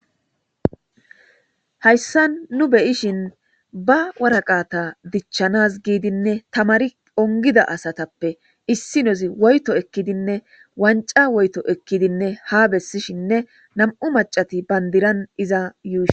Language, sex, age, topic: Gamo, female, 25-35, government